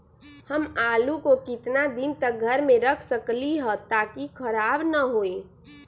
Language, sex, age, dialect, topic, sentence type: Magahi, female, 25-30, Western, agriculture, question